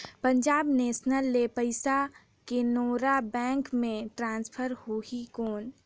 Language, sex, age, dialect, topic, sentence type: Chhattisgarhi, female, 18-24, Northern/Bhandar, banking, question